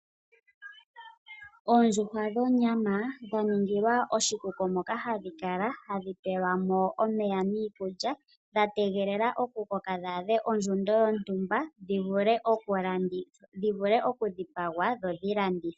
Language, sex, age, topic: Oshiwambo, female, 25-35, agriculture